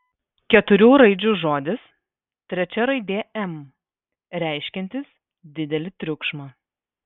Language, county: Lithuanian, Vilnius